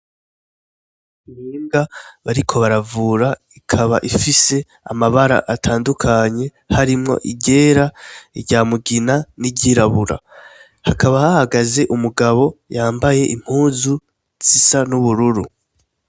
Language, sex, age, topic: Rundi, male, 18-24, agriculture